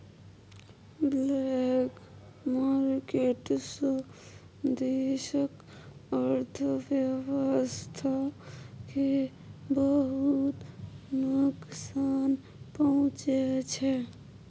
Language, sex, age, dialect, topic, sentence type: Maithili, female, 60-100, Bajjika, banking, statement